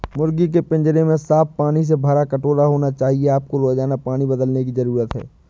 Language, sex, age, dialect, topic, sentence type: Hindi, male, 18-24, Awadhi Bundeli, agriculture, statement